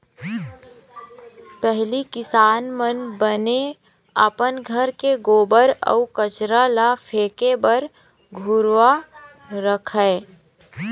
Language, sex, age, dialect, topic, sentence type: Chhattisgarhi, female, 25-30, Eastern, agriculture, statement